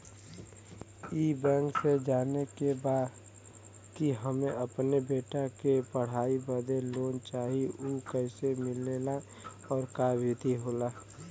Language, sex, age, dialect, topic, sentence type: Bhojpuri, male, <18, Western, banking, question